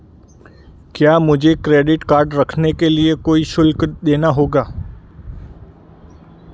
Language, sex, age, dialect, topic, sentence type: Hindi, male, 41-45, Marwari Dhudhari, banking, question